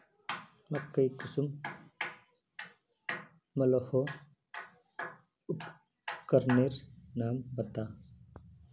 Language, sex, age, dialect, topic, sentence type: Magahi, male, 31-35, Northeastern/Surjapuri, agriculture, question